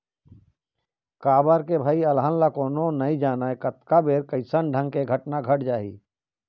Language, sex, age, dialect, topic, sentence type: Chhattisgarhi, male, 25-30, Eastern, banking, statement